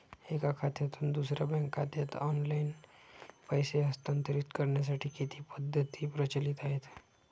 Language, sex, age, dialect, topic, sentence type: Marathi, male, 18-24, Standard Marathi, banking, question